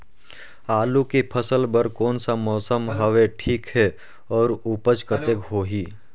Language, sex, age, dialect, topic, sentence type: Chhattisgarhi, male, 31-35, Northern/Bhandar, agriculture, question